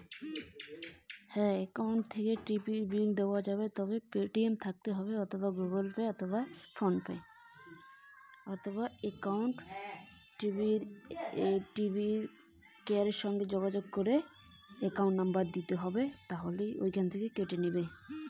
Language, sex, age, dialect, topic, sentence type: Bengali, female, 18-24, Rajbangshi, banking, question